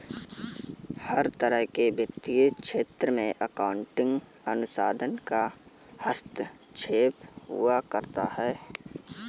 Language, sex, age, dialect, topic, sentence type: Hindi, male, 18-24, Kanauji Braj Bhasha, banking, statement